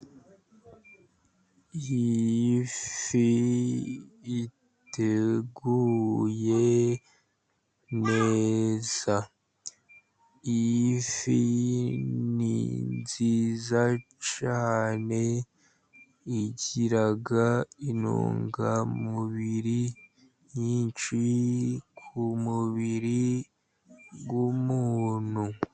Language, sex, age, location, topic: Kinyarwanda, male, 50+, Musanze, agriculture